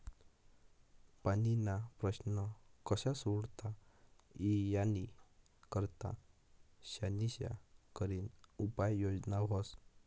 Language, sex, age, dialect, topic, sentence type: Marathi, male, 18-24, Northern Konkan, banking, statement